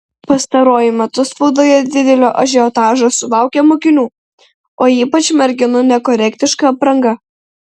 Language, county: Lithuanian, Tauragė